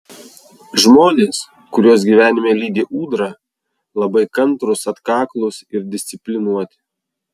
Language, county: Lithuanian, Vilnius